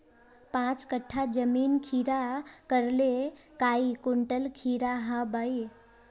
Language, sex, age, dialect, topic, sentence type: Magahi, male, 18-24, Northeastern/Surjapuri, agriculture, question